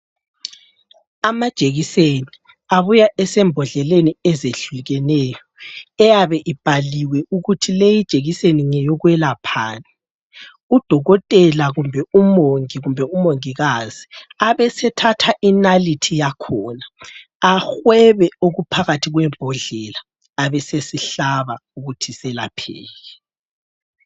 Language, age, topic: North Ndebele, 25-35, health